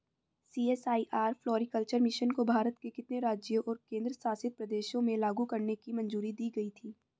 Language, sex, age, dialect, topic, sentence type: Hindi, female, 18-24, Hindustani Malvi Khadi Boli, banking, question